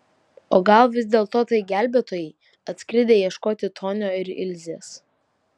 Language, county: Lithuanian, Vilnius